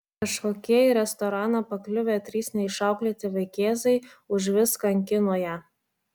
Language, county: Lithuanian, Vilnius